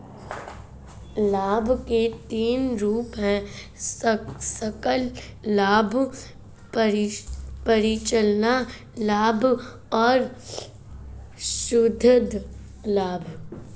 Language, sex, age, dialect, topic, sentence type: Hindi, female, 31-35, Marwari Dhudhari, banking, statement